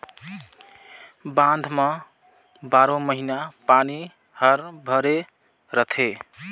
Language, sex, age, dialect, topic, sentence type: Chhattisgarhi, male, 31-35, Northern/Bhandar, agriculture, statement